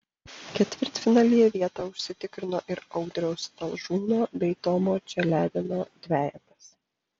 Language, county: Lithuanian, Panevėžys